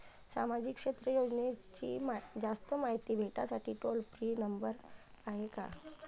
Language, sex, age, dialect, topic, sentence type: Marathi, female, 25-30, Varhadi, banking, question